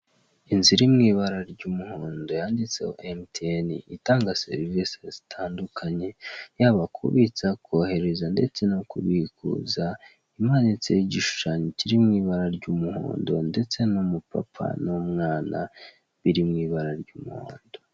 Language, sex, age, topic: Kinyarwanda, male, 18-24, finance